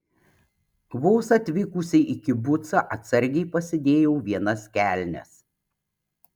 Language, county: Lithuanian, Panevėžys